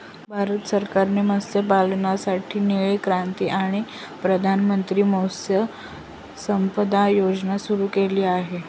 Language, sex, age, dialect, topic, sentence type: Marathi, female, 25-30, Northern Konkan, agriculture, statement